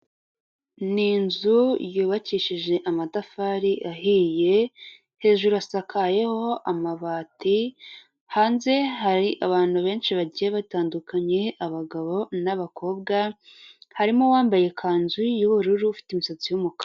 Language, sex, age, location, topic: Kinyarwanda, female, 36-49, Kigali, finance